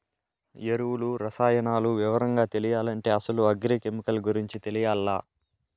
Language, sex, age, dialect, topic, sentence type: Telugu, male, 18-24, Southern, agriculture, statement